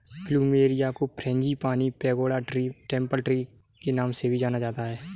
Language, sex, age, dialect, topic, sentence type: Hindi, male, 18-24, Kanauji Braj Bhasha, agriculture, statement